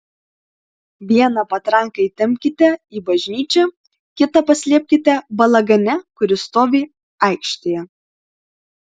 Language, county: Lithuanian, Klaipėda